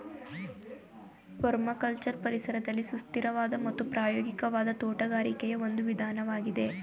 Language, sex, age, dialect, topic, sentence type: Kannada, female, 18-24, Mysore Kannada, agriculture, statement